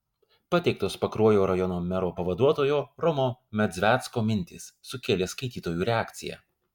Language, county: Lithuanian, Kaunas